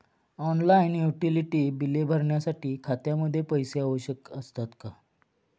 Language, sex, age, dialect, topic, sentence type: Marathi, male, 25-30, Standard Marathi, banking, question